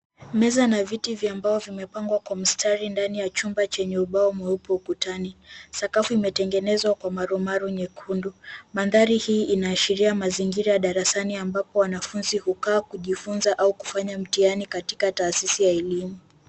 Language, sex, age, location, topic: Swahili, female, 18-24, Kisumu, education